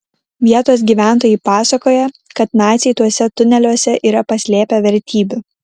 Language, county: Lithuanian, Kaunas